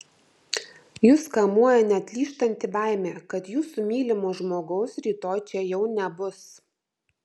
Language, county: Lithuanian, Vilnius